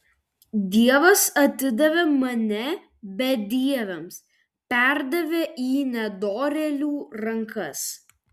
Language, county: Lithuanian, Vilnius